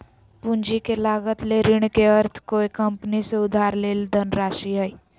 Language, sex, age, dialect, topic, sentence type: Magahi, female, 18-24, Southern, banking, statement